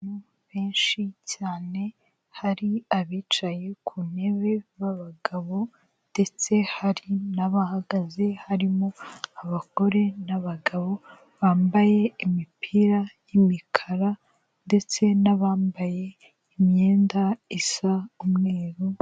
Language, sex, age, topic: Kinyarwanda, female, 18-24, health